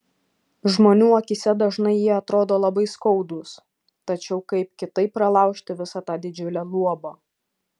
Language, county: Lithuanian, Šiauliai